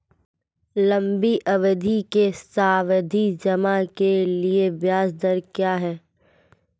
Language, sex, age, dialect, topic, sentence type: Hindi, female, 18-24, Marwari Dhudhari, banking, question